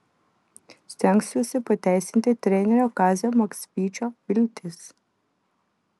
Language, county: Lithuanian, Vilnius